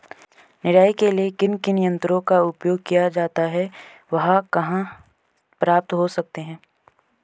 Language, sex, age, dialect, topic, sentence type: Hindi, male, 18-24, Garhwali, agriculture, question